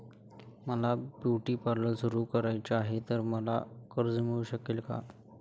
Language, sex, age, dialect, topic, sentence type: Marathi, male, 18-24, Standard Marathi, banking, question